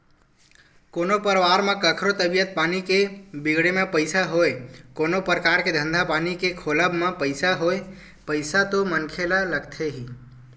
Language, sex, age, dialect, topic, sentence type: Chhattisgarhi, male, 18-24, Western/Budati/Khatahi, banking, statement